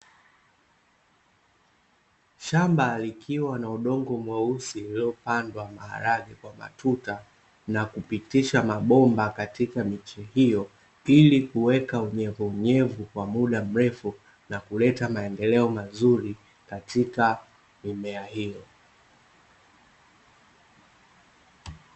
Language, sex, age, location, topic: Swahili, male, 25-35, Dar es Salaam, agriculture